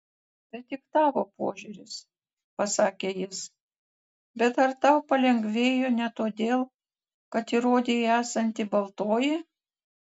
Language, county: Lithuanian, Kaunas